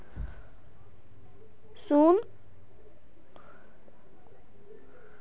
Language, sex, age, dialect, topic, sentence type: Magahi, female, 18-24, Northeastern/Surjapuri, agriculture, statement